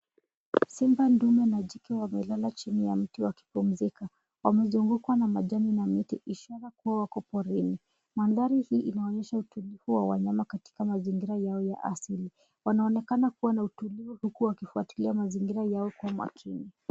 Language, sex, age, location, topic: Swahili, female, 25-35, Nairobi, government